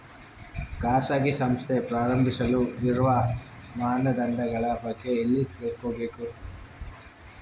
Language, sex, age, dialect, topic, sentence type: Kannada, male, 41-45, Central, banking, question